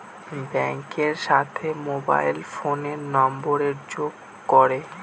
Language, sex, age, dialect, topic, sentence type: Bengali, male, 18-24, Northern/Varendri, banking, statement